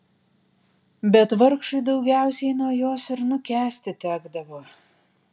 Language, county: Lithuanian, Kaunas